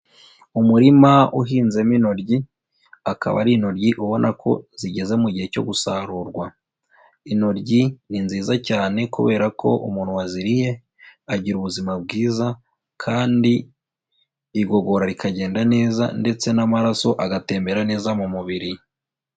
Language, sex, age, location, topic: Kinyarwanda, female, 25-35, Kigali, agriculture